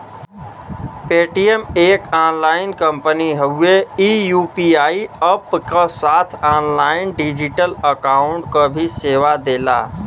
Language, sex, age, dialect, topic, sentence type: Bhojpuri, male, 25-30, Western, banking, statement